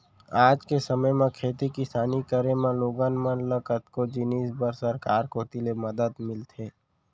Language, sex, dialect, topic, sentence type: Chhattisgarhi, male, Central, banking, statement